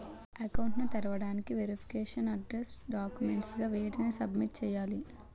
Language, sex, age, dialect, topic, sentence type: Telugu, male, 25-30, Utterandhra, banking, question